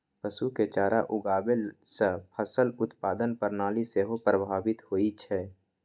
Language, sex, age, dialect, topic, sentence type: Maithili, male, 25-30, Eastern / Thethi, agriculture, statement